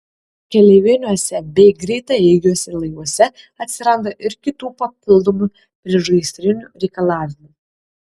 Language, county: Lithuanian, Kaunas